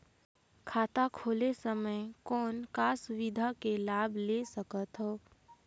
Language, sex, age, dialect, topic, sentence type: Chhattisgarhi, female, 18-24, Northern/Bhandar, banking, question